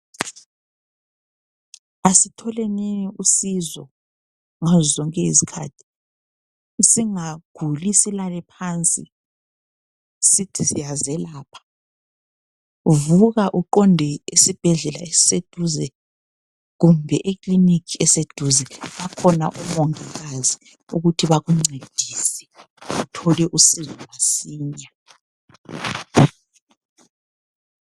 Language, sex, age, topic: North Ndebele, female, 25-35, health